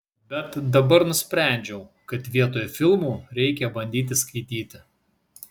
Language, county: Lithuanian, Vilnius